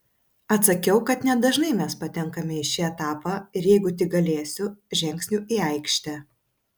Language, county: Lithuanian, Vilnius